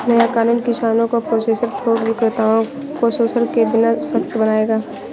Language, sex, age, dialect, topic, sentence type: Hindi, female, 56-60, Awadhi Bundeli, agriculture, statement